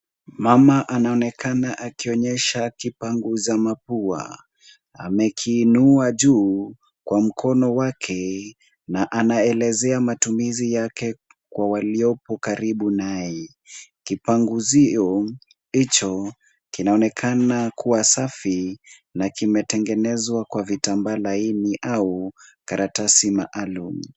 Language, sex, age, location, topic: Swahili, male, 18-24, Kisumu, health